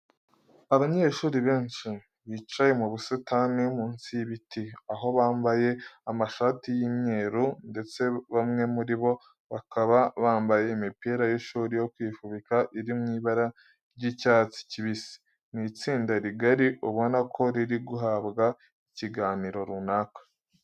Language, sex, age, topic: Kinyarwanda, male, 18-24, education